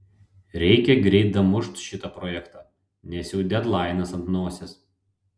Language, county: Lithuanian, Panevėžys